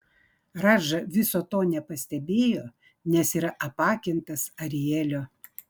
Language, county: Lithuanian, Vilnius